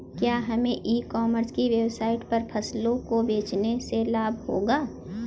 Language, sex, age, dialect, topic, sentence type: Hindi, female, 36-40, Kanauji Braj Bhasha, agriculture, question